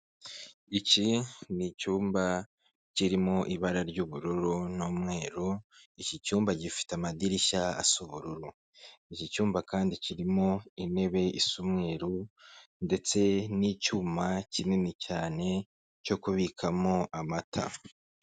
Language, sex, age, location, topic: Kinyarwanda, male, 25-35, Kigali, finance